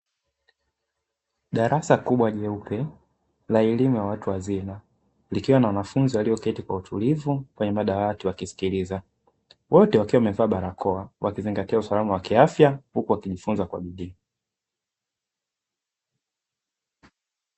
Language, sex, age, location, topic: Swahili, male, 25-35, Dar es Salaam, education